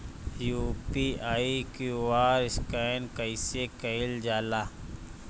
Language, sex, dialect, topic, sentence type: Bhojpuri, male, Northern, banking, question